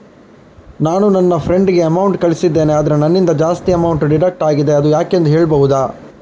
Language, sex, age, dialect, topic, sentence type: Kannada, male, 31-35, Coastal/Dakshin, banking, question